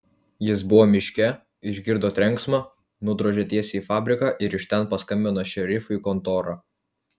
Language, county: Lithuanian, Vilnius